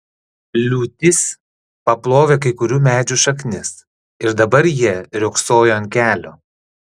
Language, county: Lithuanian, Klaipėda